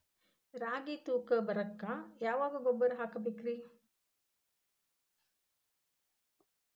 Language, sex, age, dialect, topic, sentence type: Kannada, female, 51-55, Dharwad Kannada, agriculture, question